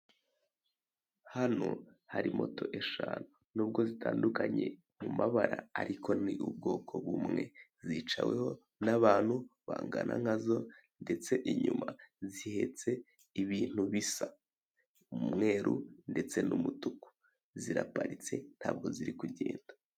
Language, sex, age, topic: Kinyarwanda, male, 18-24, finance